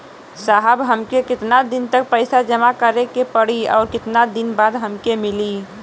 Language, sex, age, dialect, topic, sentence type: Bhojpuri, female, 18-24, Western, banking, question